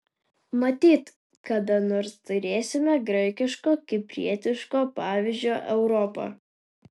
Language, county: Lithuanian, Alytus